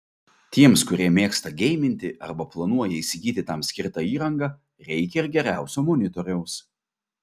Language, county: Lithuanian, Vilnius